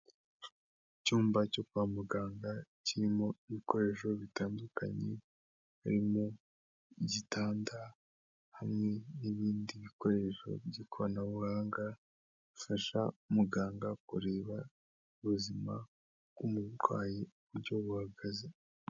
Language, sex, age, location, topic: Kinyarwanda, female, 18-24, Kigali, health